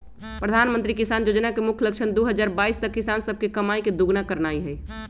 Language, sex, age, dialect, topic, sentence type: Magahi, female, 25-30, Western, agriculture, statement